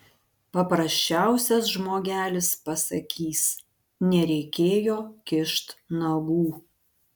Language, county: Lithuanian, Panevėžys